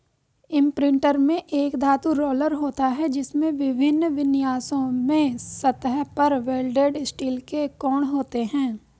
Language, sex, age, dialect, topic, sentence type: Hindi, female, 18-24, Hindustani Malvi Khadi Boli, agriculture, statement